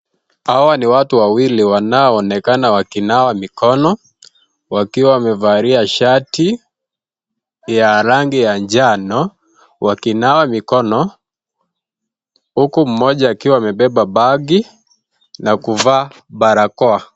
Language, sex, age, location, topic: Swahili, male, 18-24, Kisii, health